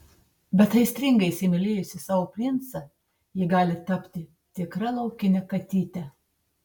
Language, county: Lithuanian, Tauragė